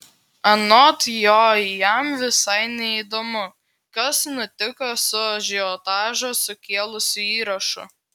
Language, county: Lithuanian, Klaipėda